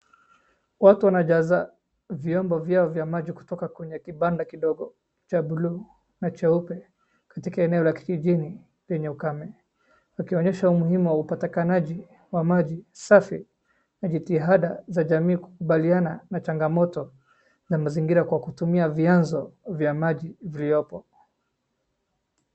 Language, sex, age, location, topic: Swahili, male, 25-35, Wajir, health